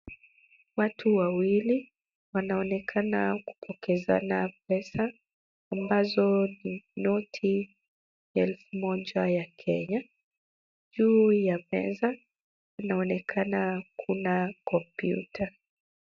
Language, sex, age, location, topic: Swahili, female, 25-35, Kisumu, finance